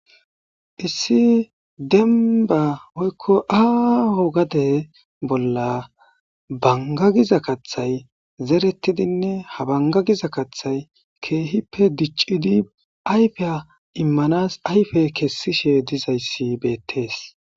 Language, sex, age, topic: Gamo, male, 25-35, agriculture